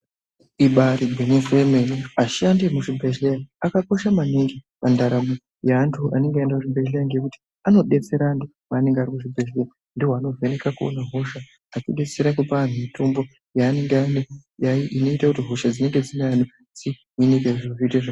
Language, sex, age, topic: Ndau, male, 50+, health